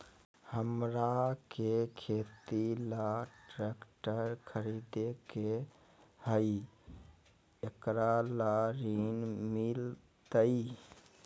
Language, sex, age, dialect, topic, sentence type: Magahi, male, 18-24, Southern, banking, question